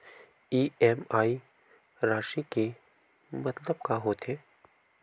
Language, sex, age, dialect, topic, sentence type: Chhattisgarhi, male, 18-24, Western/Budati/Khatahi, banking, question